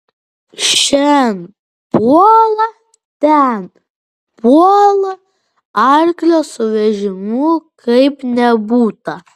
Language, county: Lithuanian, Vilnius